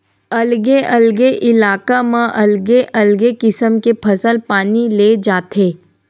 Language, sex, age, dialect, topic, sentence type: Chhattisgarhi, female, 51-55, Western/Budati/Khatahi, agriculture, statement